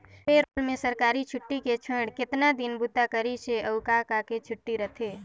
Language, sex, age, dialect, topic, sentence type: Chhattisgarhi, female, 25-30, Northern/Bhandar, banking, statement